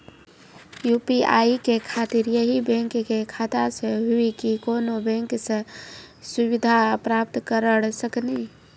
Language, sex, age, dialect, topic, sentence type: Maithili, female, 25-30, Angika, banking, question